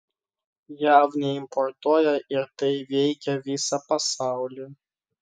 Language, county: Lithuanian, Vilnius